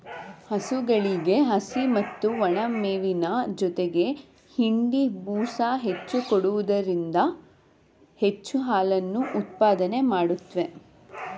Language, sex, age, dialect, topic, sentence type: Kannada, female, 18-24, Mysore Kannada, agriculture, statement